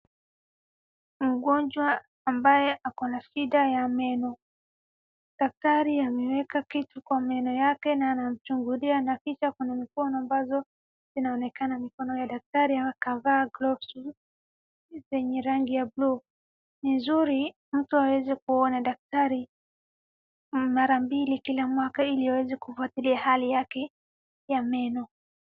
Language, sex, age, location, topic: Swahili, female, 25-35, Wajir, health